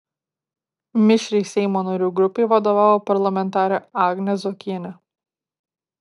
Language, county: Lithuanian, Kaunas